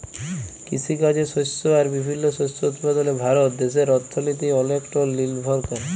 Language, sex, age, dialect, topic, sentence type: Bengali, male, 51-55, Jharkhandi, agriculture, statement